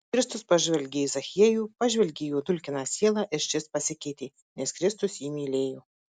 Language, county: Lithuanian, Marijampolė